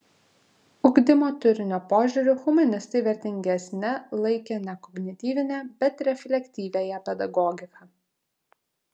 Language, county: Lithuanian, Vilnius